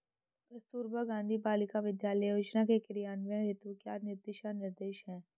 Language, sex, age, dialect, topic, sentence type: Hindi, female, 18-24, Hindustani Malvi Khadi Boli, banking, statement